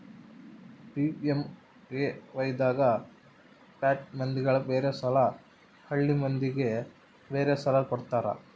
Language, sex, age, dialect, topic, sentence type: Kannada, male, 25-30, Central, banking, statement